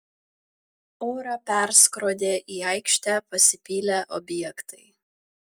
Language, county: Lithuanian, Vilnius